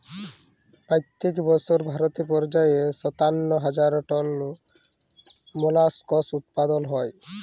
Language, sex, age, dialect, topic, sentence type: Bengali, male, 18-24, Jharkhandi, agriculture, statement